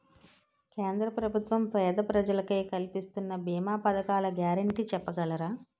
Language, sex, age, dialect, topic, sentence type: Telugu, female, 18-24, Utterandhra, banking, question